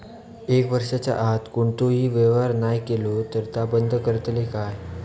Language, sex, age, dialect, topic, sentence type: Marathi, male, 25-30, Southern Konkan, banking, question